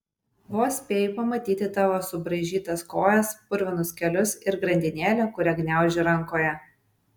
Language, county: Lithuanian, Vilnius